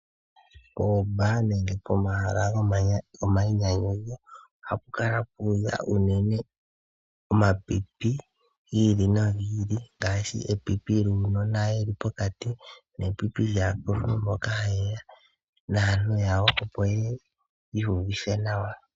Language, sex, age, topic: Oshiwambo, male, 18-24, finance